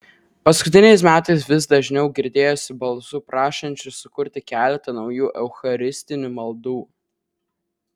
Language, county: Lithuanian, Vilnius